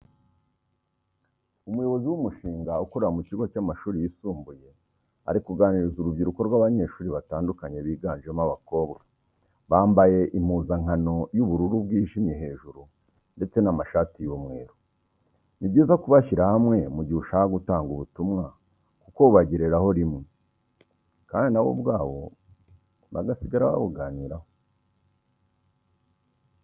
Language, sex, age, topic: Kinyarwanda, male, 36-49, education